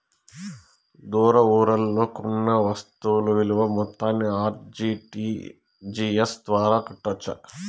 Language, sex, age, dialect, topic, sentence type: Telugu, male, 31-35, Southern, banking, question